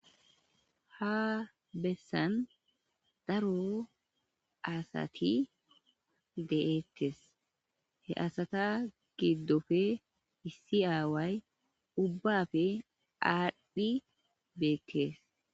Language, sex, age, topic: Gamo, female, 25-35, agriculture